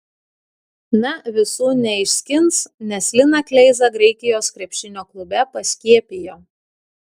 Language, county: Lithuanian, Klaipėda